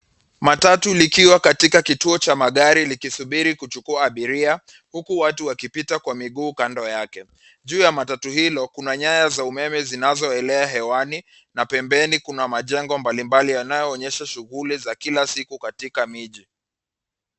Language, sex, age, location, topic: Swahili, male, 25-35, Nairobi, government